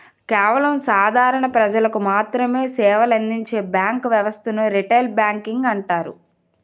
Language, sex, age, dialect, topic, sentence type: Telugu, female, 25-30, Utterandhra, banking, statement